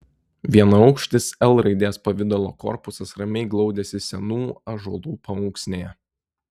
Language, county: Lithuanian, Telšiai